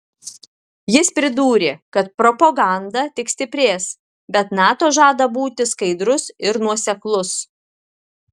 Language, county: Lithuanian, Alytus